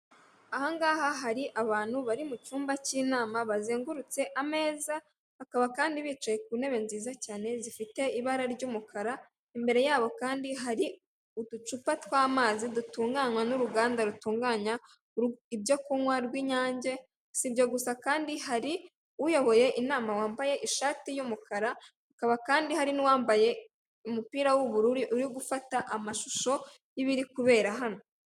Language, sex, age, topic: Kinyarwanda, female, 18-24, government